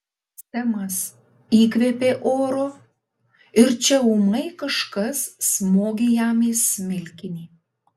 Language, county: Lithuanian, Alytus